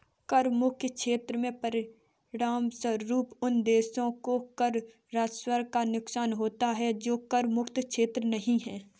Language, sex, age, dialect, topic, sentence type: Hindi, female, 18-24, Kanauji Braj Bhasha, banking, statement